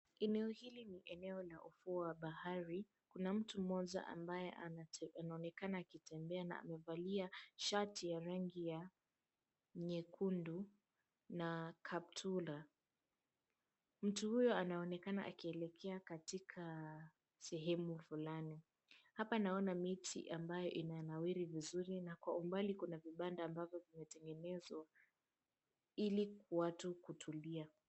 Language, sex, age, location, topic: Swahili, female, 18-24, Mombasa, agriculture